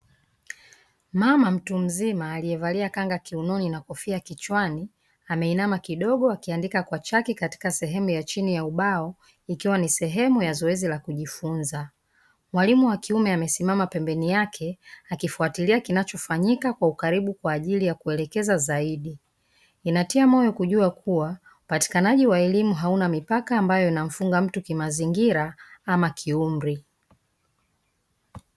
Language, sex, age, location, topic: Swahili, female, 36-49, Dar es Salaam, education